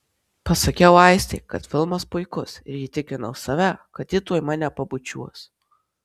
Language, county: Lithuanian, Marijampolė